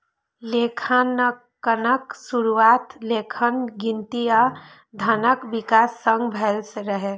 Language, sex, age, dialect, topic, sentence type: Maithili, female, 31-35, Eastern / Thethi, banking, statement